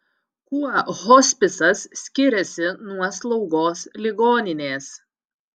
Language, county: Lithuanian, Utena